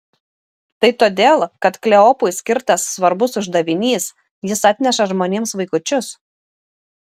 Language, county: Lithuanian, Šiauliai